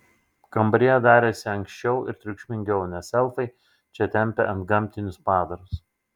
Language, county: Lithuanian, Šiauliai